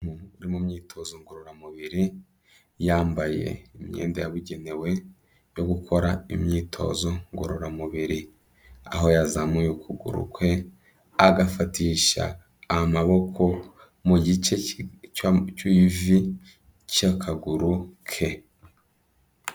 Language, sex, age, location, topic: Kinyarwanda, male, 25-35, Kigali, health